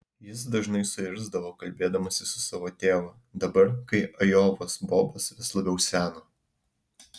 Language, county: Lithuanian, Alytus